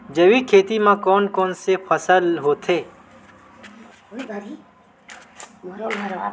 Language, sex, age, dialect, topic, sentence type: Chhattisgarhi, male, 25-30, Western/Budati/Khatahi, agriculture, question